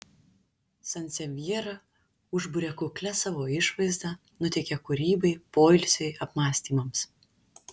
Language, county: Lithuanian, Šiauliai